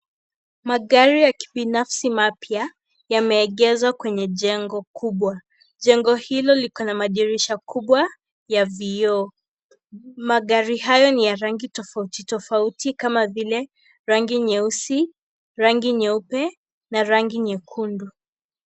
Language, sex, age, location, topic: Swahili, female, 18-24, Kisii, finance